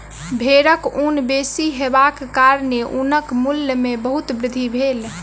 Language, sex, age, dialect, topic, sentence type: Maithili, female, 18-24, Southern/Standard, agriculture, statement